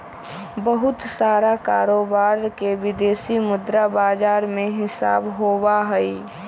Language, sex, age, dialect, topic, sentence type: Magahi, female, 18-24, Western, banking, statement